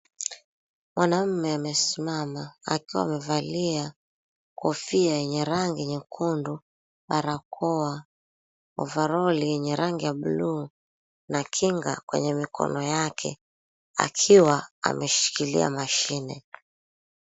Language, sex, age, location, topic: Swahili, female, 25-35, Mombasa, health